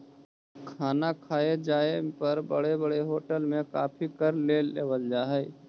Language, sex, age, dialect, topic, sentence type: Magahi, male, 18-24, Central/Standard, agriculture, statement